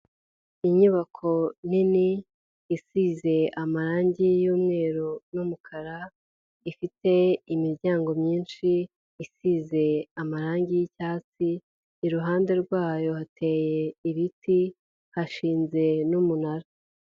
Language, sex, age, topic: Kinyarwanda, female, 18-24, government